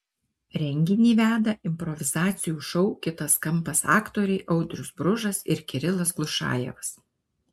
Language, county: Lithuanian, Alytus